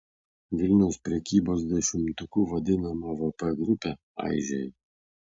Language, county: Lithuanian, Vilnius